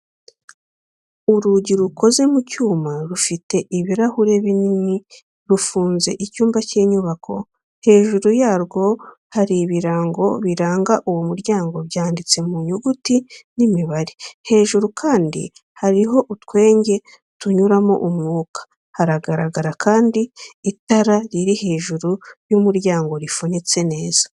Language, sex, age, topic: Kinyarwanda, female, 36-49, education